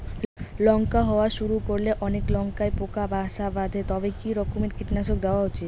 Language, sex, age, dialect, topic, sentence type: Bengali, female, 18-24, Rajbangshi, agriculture, question